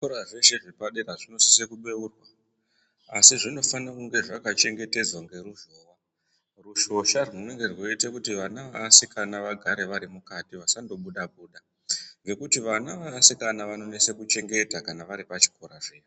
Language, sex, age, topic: Ndau, female, 36-49, education